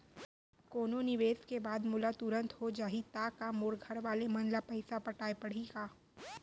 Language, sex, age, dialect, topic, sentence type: Chhattisgarhi, female, 18-24, Central, banking, question